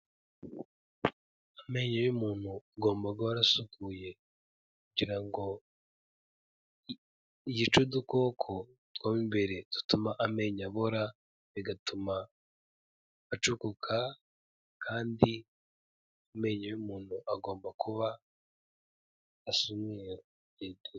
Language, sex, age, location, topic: Kinyarwanda, male, 18-24, Kigali, health